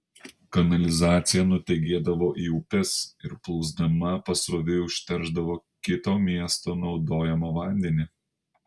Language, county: Lithuanian, Panevėžys